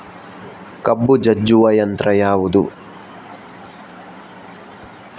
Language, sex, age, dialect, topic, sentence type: Kannada, male, 60-100, Coastal/Dakshin, agriculture, question